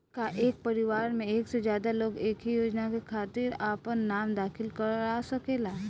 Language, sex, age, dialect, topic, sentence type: Bhojpuri, female, 18-24, Northern, banking, question